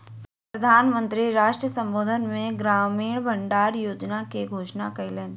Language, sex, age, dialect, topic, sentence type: Maithili, female, 25-30, Southern/Standard, agriculture, statement